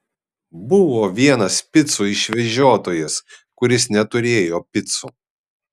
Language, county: Lithuanian, Kaunas